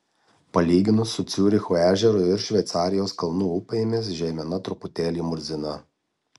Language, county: Lithuanian, Marijampolė